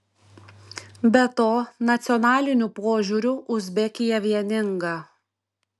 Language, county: Lithuanian, Šiauliai